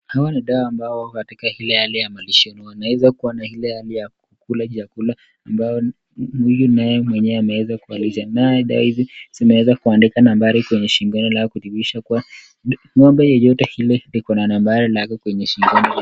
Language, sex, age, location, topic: Swahili, male, 25-35, Nakuru, agriculture